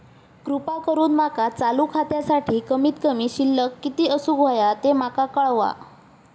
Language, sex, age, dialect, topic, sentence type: Marathi, male, 18-24, Southern Konkan, banking, statement